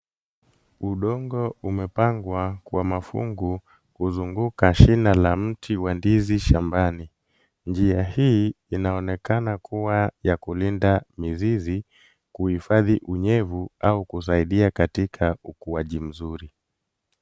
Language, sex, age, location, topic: Swahili, male, 25-35, Kisumu, agriculture